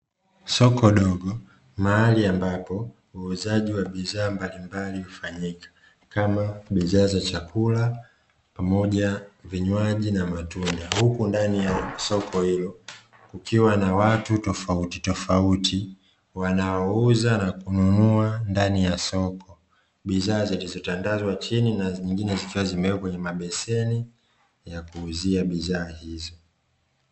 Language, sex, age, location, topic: Swahili, male, 25-35, Dar es Salaam, finance